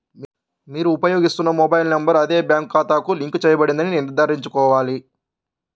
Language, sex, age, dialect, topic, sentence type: Telugu, male, 31-35, Central/Coastal, banking, statement